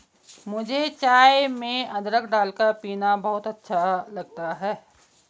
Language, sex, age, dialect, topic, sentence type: Hindi, female, 56-60, Garhwali, agriculture, statement